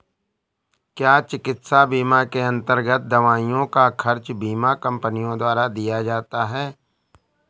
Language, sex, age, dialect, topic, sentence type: Hindi, male, 18-24, Awadhi Bundeli, banking, question